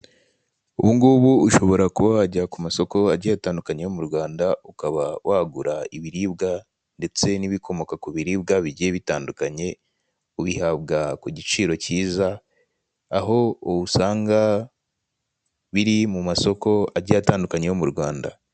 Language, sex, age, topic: Kinyarwanda, male, 18-24, finance